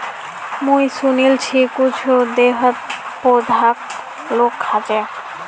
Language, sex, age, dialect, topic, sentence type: Magahi, female, 18-24, Northeastern/Surjapuri, agriculture, statement